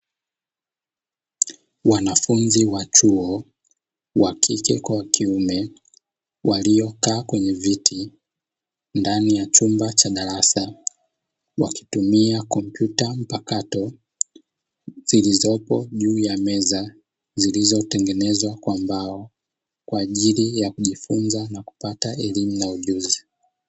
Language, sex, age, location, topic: Swahili, male, 25-35, Dar es Salaam, education